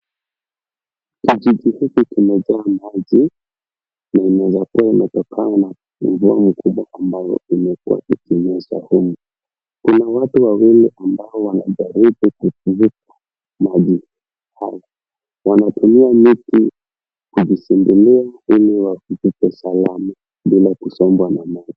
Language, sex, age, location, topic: Swahili, male, 18-24, Kisumu, health